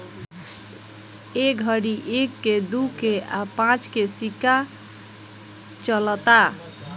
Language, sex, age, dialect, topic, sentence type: Bhojpuri, female, 18-24, Southern / Standard, banking, statement